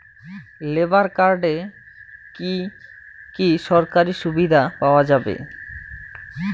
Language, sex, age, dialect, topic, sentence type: Bengali, male, 25-30, Rajbangshi, banking, question